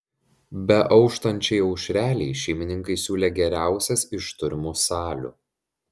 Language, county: Lithuanian, Šiauliai